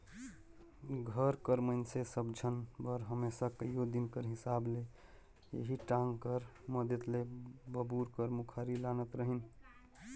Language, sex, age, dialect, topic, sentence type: Chhattisgarhi, male, 31-35, Northern/Bhandar, agriculture, statement